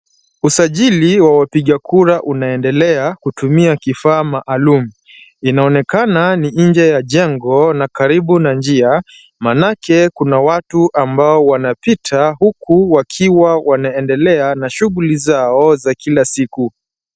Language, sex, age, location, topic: Swahili, male, 25-35, Kisumu, government